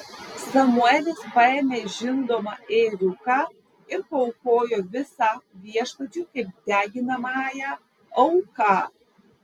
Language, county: Lithuanian, Vilnius